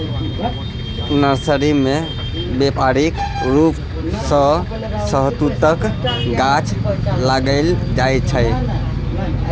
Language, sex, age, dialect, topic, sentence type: Maithili, male, 31-35, Bajjika, agriculture, statement